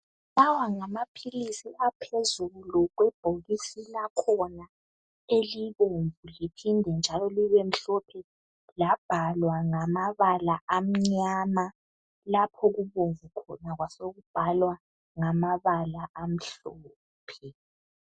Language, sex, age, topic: North Ndebele, female, 18-24, health